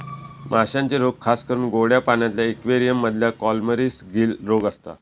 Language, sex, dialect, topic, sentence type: Marathi, male, Southern Konkan, agriculture, statement